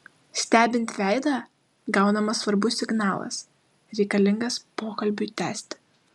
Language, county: Lithuanian, Klaipėda